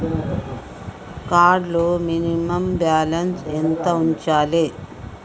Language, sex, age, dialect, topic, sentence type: Telugu, male, 36-40, Telangana, banking, question